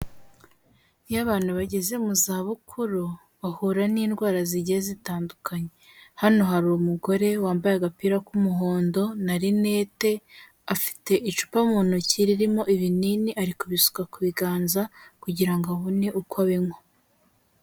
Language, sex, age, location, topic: Kinyarwanda, female, 18-24, Kigali, health